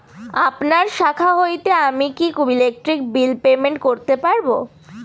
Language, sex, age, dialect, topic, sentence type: Bengali, female, 18-24, Northern/Varendri, banking, question